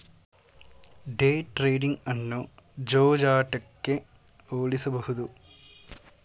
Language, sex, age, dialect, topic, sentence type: Kannada, male, 18-24, Mysore Kannada, banking, statement